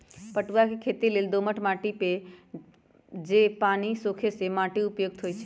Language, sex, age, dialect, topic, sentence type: Magahi, male, 18-24, Western, agriculture, statement